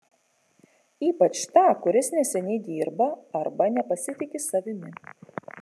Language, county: Lithuanian, Kaunas